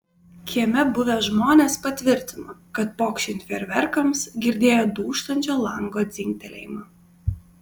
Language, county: Lithuanian, Vilnius